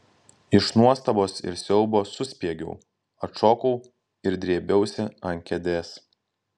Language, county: Lithuanian, Klaipėda